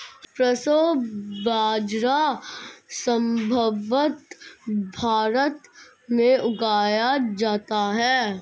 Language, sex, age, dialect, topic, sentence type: Hindi, female, 51-55, Marwari Dhudhari, agriculture, statement